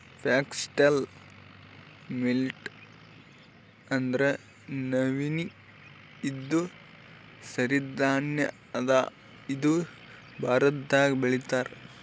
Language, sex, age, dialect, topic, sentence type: Kannada, male, 18-24, Northeastern, agriculture, statement